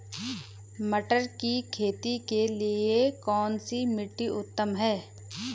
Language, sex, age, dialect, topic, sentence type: Hindi, female, 31-35, Garhwali, agriculture, question